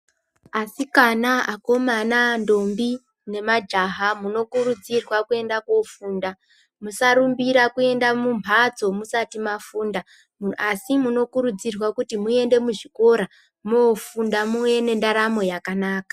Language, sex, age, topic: Ndau, female, 25-35, education